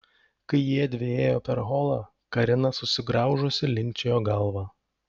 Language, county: Lithuanian, Panevėžys